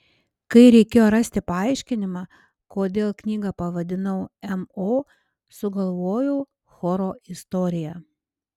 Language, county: Lithuanian, Panevėžys